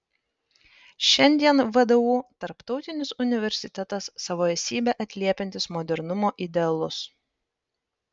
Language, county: Lithuanian, Panevėžys